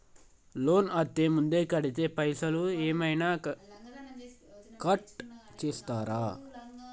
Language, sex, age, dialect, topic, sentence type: Telugu, male, 18-24, Telangana, banking, question